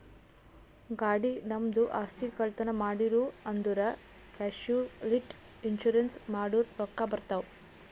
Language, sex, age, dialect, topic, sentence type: Kannada, female, 18-24, Northeastern, banking, statement